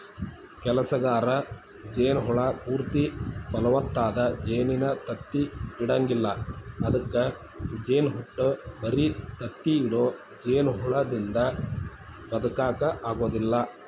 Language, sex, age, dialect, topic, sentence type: Kannada, male, 56-60, Dharwad Kannada, agriculture, statement